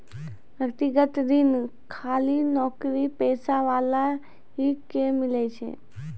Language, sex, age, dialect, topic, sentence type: Maithili, female, 56-60, Angika, banking, question